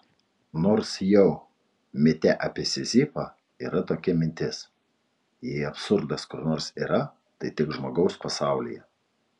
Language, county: Lithuanian, Utena